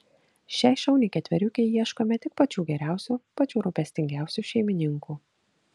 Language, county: Lithuanian, Kaunas